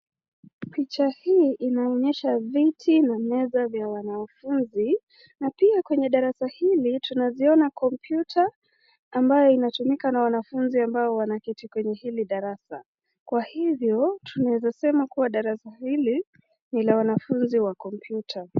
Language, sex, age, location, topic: Swahili, female, 25-35, Nakuru, education